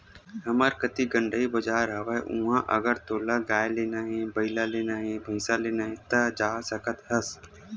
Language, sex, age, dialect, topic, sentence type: Chhattisgarhi, male, 25-30, Western/Budati/Khatahi, agriculture, statement